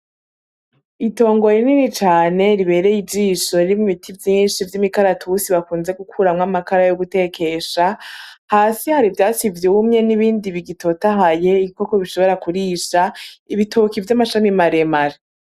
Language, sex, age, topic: Rundi, female, 18-24, agriculture